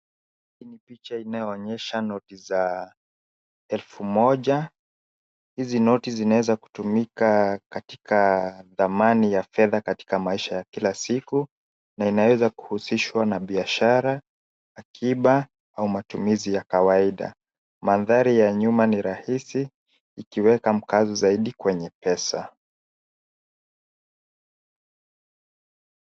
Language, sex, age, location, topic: Swahili, male, 25-35, Nakuru, finance